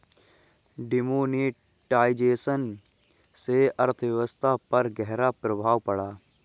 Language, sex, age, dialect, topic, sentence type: Hindi, male, 18-24, Kanauji Braj Bhasha, banking, statement